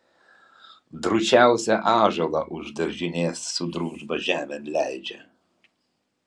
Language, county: Lithuanian, Kaunas